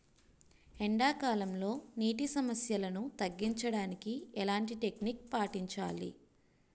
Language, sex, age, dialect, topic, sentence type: Telugu, female, 25-30, Utterandhra, agriculture, question